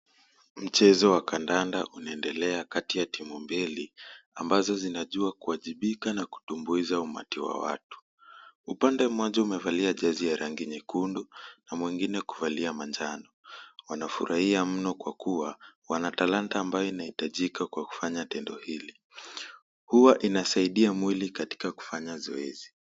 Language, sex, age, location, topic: Swahili, male, 18-24, Kisumu, government